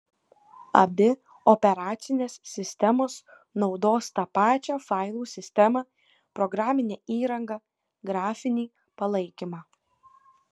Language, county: Lithuanian, Kaunas